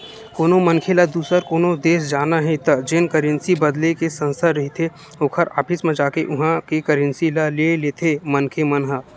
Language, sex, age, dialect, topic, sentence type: Chhattisgarhi, male, 18-24, Western/Budati/Khatahi, banking, statement